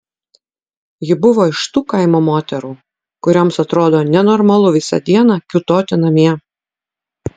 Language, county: Lithuanian, Utena